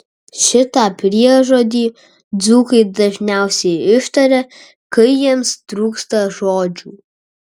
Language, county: Lithuanian, Kaunas